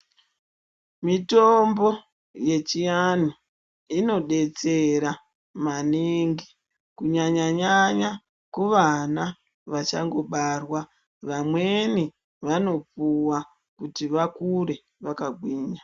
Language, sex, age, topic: Ndau, male, 50+, health